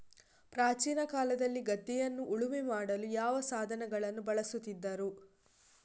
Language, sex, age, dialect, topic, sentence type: Kannada, female, 51-55, Coastal/Dakshin, agriculture, question